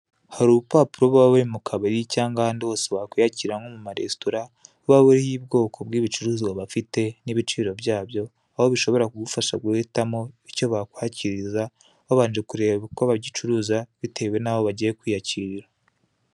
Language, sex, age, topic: Kinyarwanda, male, 18-24, finance